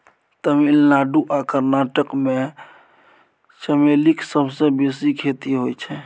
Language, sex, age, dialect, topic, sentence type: Maithili, male, 18-24, Bajjika, agriculture, statement